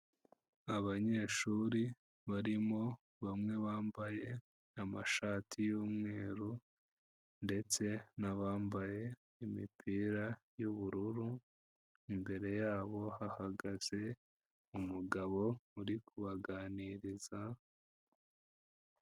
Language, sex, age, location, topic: Kinyarwanda, female, 25-35, Kigali, education